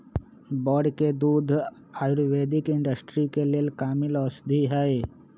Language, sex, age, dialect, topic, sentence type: Magahi, male, 25-30, Western, agriculture, statement